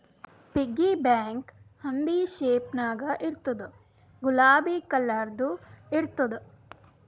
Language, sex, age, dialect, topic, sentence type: Kannada, female, 18-24, Northeastern, banking, statement